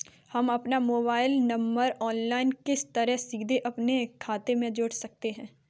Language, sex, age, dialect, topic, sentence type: Hindi, female, 18-24, Kanauji Braj Bhasha, banking, question